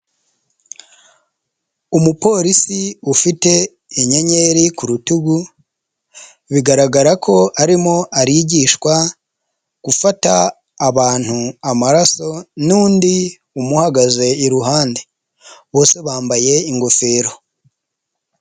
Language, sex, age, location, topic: Kinyarwanda, male, 25-35, Nyagatare, health